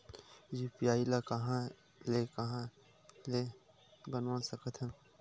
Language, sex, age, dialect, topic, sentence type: Chhattisgarhi, male, 25-30, Western/Budati/Khatahi, banking, question